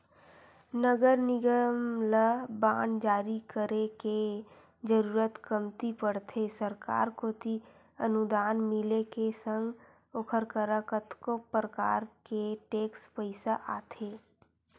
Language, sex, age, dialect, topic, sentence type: Chhattisgarhi, female, 18-24, Western/Budati/Khatahi, banking, statement